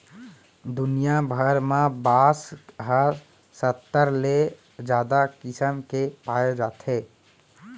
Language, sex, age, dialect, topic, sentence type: Chhattisgarhi, male, 18-24, Central, agriculture, statement